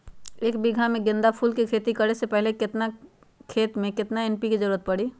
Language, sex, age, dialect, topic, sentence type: Magahi, male, 31-35, Western, agriculture, question